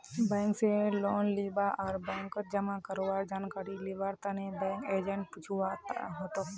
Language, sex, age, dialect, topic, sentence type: Magahi, female, 60-100, Northeastern/Surjapuri, banking, statement